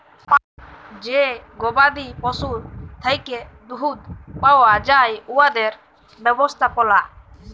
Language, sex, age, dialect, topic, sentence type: Bengali, male, 18-24, Jharkhandi, agriculture, statement